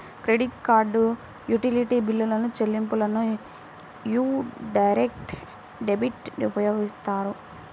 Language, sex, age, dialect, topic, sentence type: Telugu, female, 18-24, Central/Coastal, banking, statement